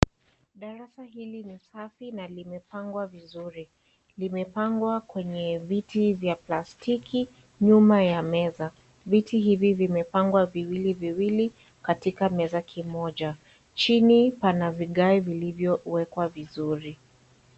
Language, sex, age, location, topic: Swahili, female, 50+, Kisii, education